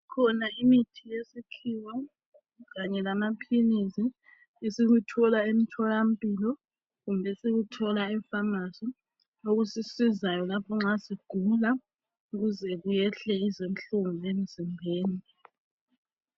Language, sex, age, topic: North Ndebele, female, 25-35, health